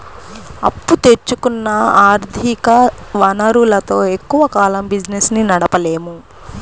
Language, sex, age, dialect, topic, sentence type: Telugu, female, 25-30, Central/Coastal, banking, statement